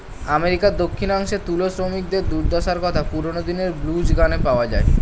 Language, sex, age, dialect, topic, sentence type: Bengali, male, 18-24, Standard Colloquial, agriculture, statement